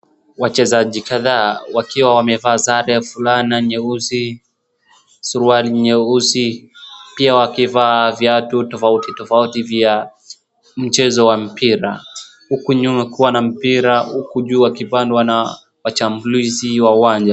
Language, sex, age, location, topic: Swahili, male, 25-35, Wajir, government